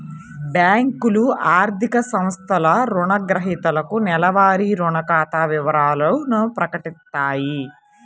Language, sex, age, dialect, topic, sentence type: Telugu, female, 25-30, Central/Coastal, banking, statement